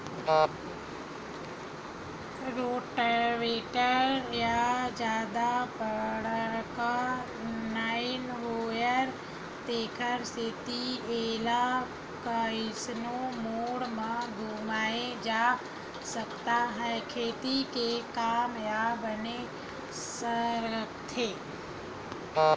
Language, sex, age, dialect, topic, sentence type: Chhattisgarhi, female, 46-50, Western/Budati/Khatahi, agriculture, statement